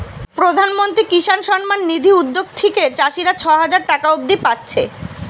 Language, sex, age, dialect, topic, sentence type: Bengali, female, 25-30, Western, agriculture, statement